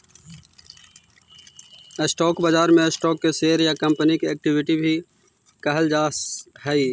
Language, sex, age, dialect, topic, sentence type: Magahi, male, 25-30, Central/Standard, banking, statement